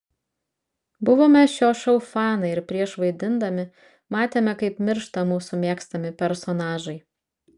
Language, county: Lithuanian, Vilnius